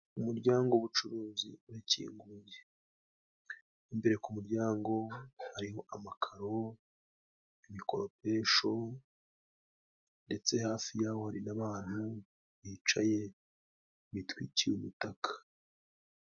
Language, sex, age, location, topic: Kinyarwanda, male, 25-35, Musanze, finance